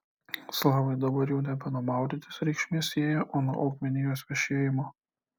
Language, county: Lithuanian, Kaunas